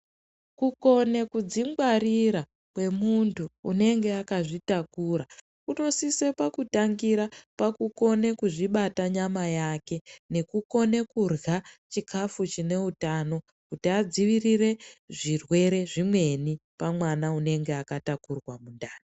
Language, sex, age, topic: Ndau, male, 18-24, health